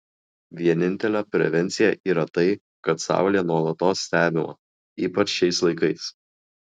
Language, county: Lithuanian, Klaipėda